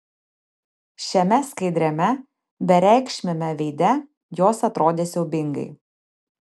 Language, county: Lithuanian, Panevėžys